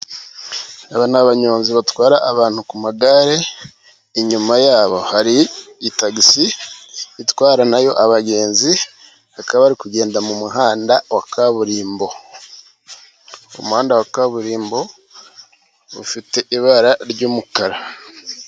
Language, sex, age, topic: Kinyarwanda, male, 36-49, government